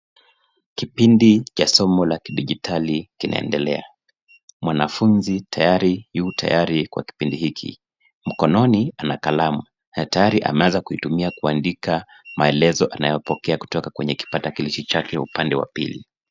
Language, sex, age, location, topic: Swahili, male, 25-35, Nairobi, education